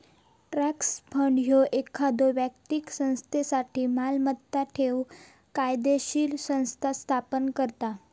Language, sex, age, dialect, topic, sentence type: Marathi, female, 41-45, Southern Konkan, banking, statement